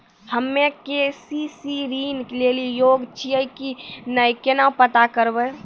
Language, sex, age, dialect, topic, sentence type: Maithili, female, 18-24, Angika, banking, question